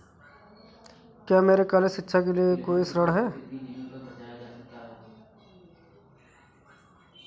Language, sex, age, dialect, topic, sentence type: Hindi, male, 31-35, Awadhi Bundeli, banking, question